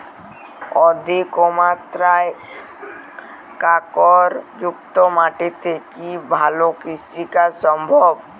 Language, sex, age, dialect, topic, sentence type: Bengali, male, 18-24, Jharkhandi, agriculture, question